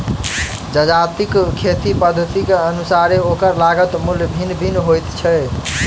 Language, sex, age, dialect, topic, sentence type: Maithili, male, 18-24, Southern/Standard, agriculture, statement